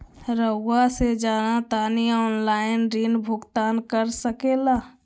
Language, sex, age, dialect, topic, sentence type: Magahi, female, 18-24, Southern, banking, question